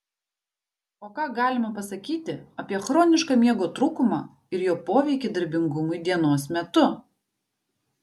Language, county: Lithuanian, Vilnius